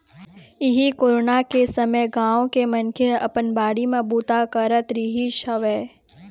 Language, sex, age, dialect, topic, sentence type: Chhattisgarhi, female, 25-30, Eastern, agriculture, statement